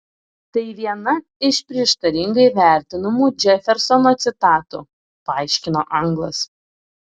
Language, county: Lithuanian, Klaipėda